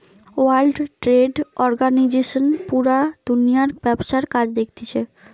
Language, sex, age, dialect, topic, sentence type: Bengali, female, 25-30, Western, banking, statement